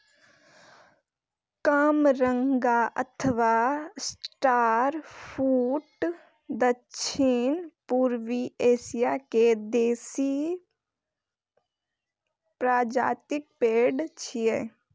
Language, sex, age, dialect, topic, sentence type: Maithili, female, 18-24, Eastern / Thethi, agriculture, statement